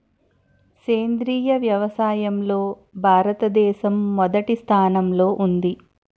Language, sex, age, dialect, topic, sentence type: Telugu, female, 41-45, Utterandhra, agriculture, statement